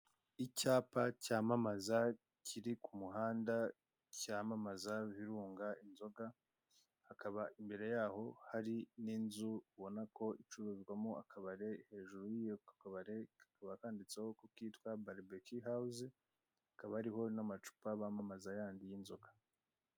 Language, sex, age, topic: Kinyarwanda, male, 25-35, finance